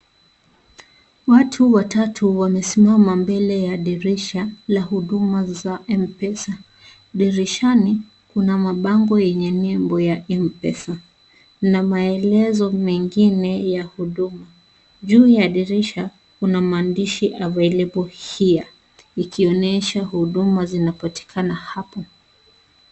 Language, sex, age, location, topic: Swahili, female, 18-24, Kisii, finance